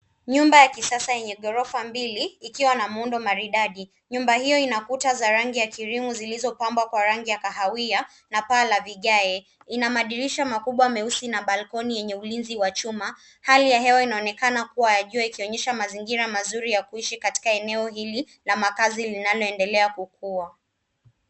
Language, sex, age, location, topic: Swahili, female, 18-24, Nairobi, finance